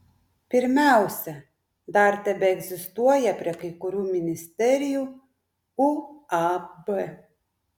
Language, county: Lithuanian, Klaipėda